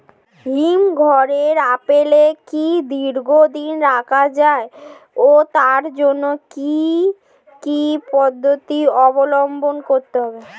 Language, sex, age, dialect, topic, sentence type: Bengali, female, <18, Standard Colloquial, agriculture, question